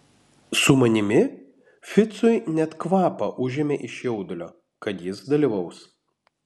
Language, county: Lithuanian, Panevėžys